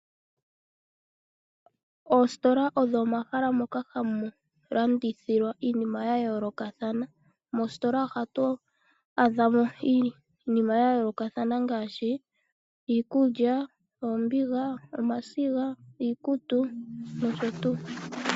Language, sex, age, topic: Oshiwambo, female, 25-35, finance